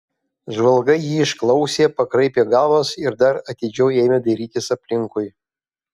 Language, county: Lithuanian, Kaunas